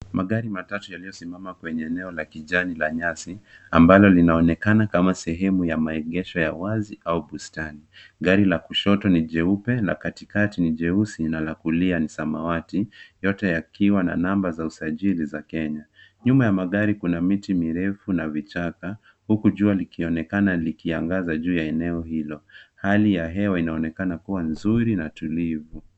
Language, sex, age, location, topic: Swahili, male, 18-24, Nairobi, finance